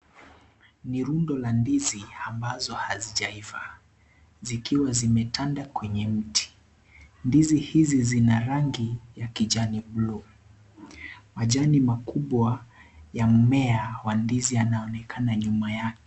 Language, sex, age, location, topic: Swahili, male, 18-24, Kisii, agriculture